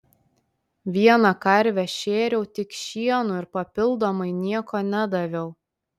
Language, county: Lithuanian, Telšiai